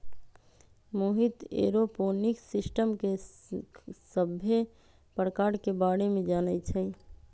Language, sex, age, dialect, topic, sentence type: Magahi, female, 31-35, Western, agriculture, statement